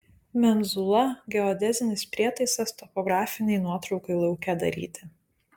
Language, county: Lithuanian, Panevėžys